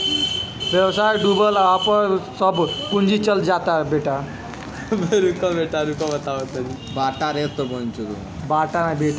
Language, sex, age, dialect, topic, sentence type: Bhojpuri, male, <18, Northern, banking, statement